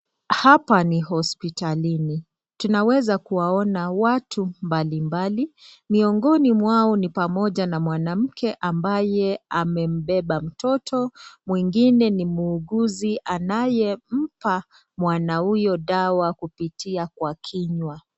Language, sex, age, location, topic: Swahili, female, 25-35, Nakuru, health